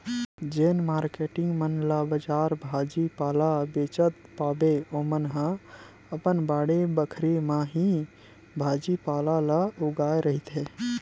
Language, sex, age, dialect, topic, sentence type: Chhattisgarhi, male, 25-30, Western/Budati/Khatahi, agriculture, statement